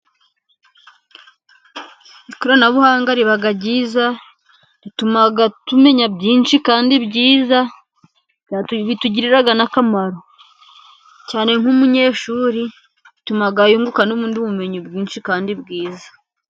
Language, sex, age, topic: Kinyarwanda, female, 25-35, education